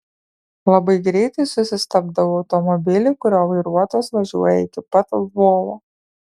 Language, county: Lithuanian, Kaunas